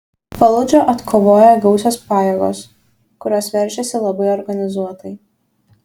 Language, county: Lithuanian, Šiauliai